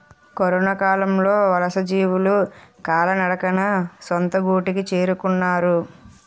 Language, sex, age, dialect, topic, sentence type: Telugu, female, 41-45, Utterandhra, agriculture, statement